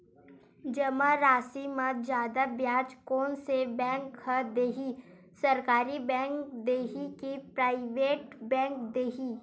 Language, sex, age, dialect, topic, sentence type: Chhattisgarhi, female, 18-24, Western/Budati/Khatahi, banking, question